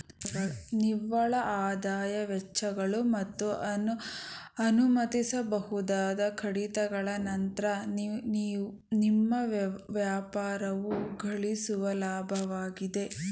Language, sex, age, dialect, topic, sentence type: Kannada, female, 31-35, Mysore Kannada, banking, statement